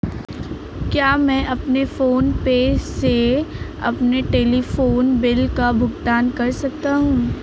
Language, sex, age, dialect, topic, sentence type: Hindi, female, 18-24, Awadhi Bundeli, banking, question